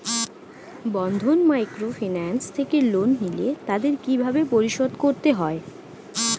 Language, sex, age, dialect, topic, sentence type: Bengali, female, 25-30, Standard Colloquial, banking, question